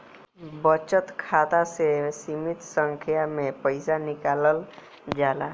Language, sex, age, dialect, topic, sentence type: Bhojpuri, male, <18, Northern, banking, statement